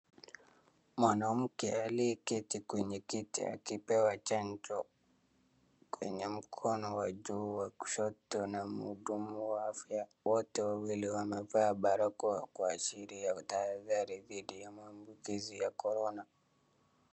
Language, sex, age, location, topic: Swahili, male, 36-49, Wajir, health